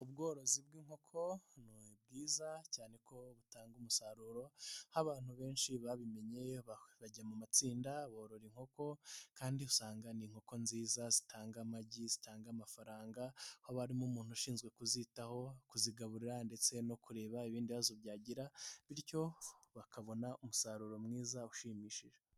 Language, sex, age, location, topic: Kinyarwanda, male, 25-35, Nyagatare, finance